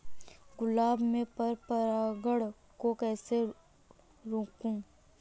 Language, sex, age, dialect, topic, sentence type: Hindi, female, 31-35, Awadhi Bundeli, agriculture, question